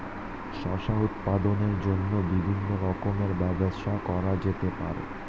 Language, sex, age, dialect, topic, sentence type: Bengali, male, 25-30, Standard Colloquial, agriculture, statement